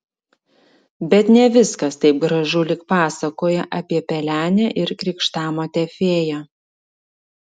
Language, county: Lithuanian, Klaipėda